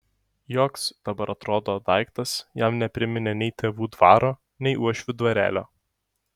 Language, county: Lithuanian, Šiauliai